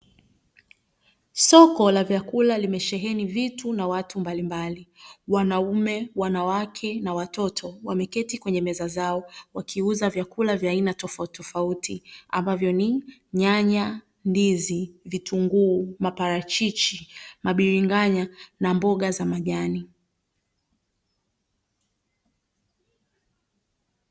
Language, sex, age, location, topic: Swahili, female, 25-35, Dar es Salaam, finance